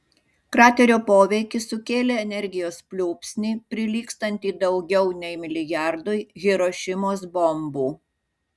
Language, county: Lithuanian, Šiauliai